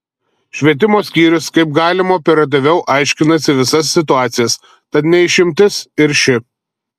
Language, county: Lithuanian, Telšiai